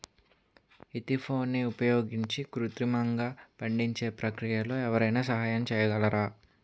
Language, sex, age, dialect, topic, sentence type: Telugu, male, 18-24, Utterandhra, agriculture, question